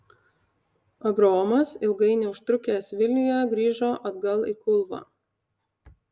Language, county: Lithuanian, Utena